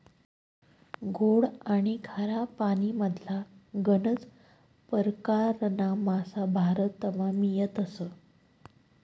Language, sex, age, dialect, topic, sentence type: Marathi, female, 31-35, Northern Konkan, agriculture, statement